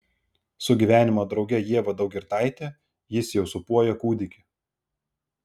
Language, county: Lithuanian, Vilnius